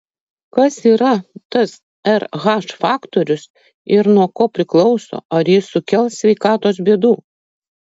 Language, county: Lithuanian, Kaunas